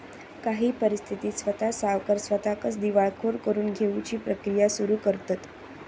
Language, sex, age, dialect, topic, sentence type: Marathi, female, 46-50, Southern Konkan, banking, statement